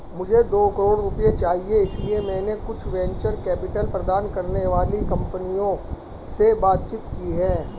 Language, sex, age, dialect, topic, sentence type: Hindi, female, 25-30, Hindustani Malvi Khadi Boli, banking, statement